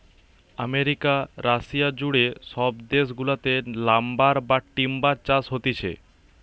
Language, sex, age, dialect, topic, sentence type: Bengali, male, 18-24, Western, agriculture, statement